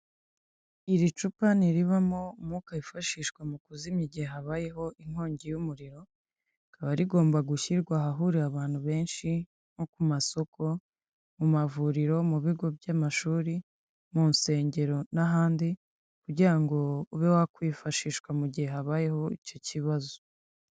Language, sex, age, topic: Kinyarwanda, female, 25-35, government